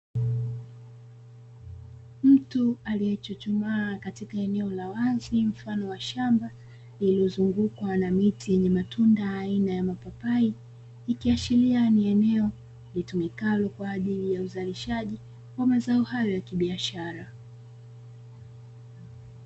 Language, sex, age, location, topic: Swahili, female, 25-35, Dar es Salaam, agriculture